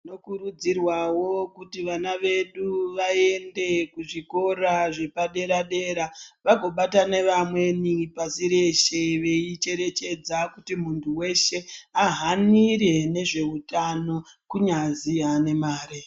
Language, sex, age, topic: Ndau, female, 25-35, health